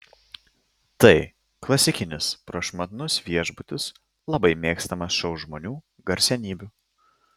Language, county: Lithuanian, Klaipėda